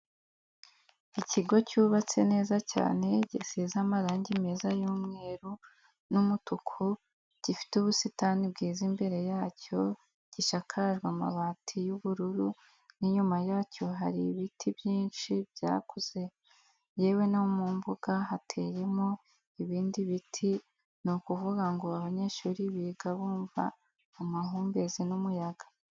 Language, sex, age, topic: Kinyarwanda, female, 18-24, education